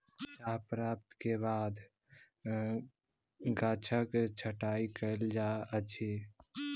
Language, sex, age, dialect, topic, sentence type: Maithili, male, 18-24, Southern/Standard, agriculture, statement